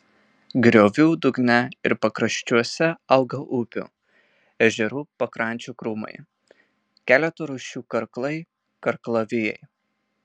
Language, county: Lithuanian, Marijampolė